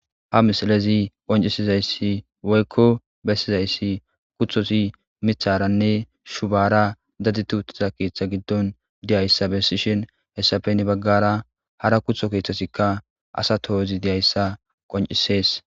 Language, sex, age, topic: Gamo, male, 18-24, agriculture